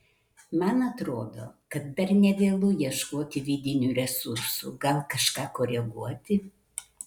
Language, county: Lithuanian, Kaunas